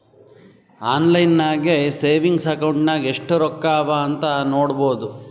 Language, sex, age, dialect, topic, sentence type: Kannada, male, 18-24, Northeastern, banking, statement